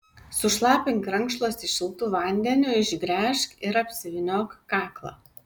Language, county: Lithuanian, Kaunas